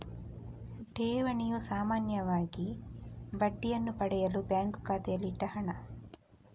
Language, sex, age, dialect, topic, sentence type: Kannada, female, 18-24, Coastal/Dakshin, banking, statement